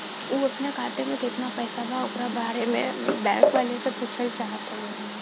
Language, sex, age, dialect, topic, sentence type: Bhojpuri, female, 18-24, Western, banking, question